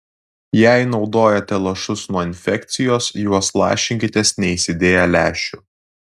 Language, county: Lithuanian, Klaipėda